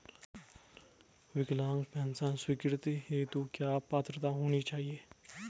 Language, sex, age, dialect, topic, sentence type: Hindi, male, 18-24, Garhwali, banking, question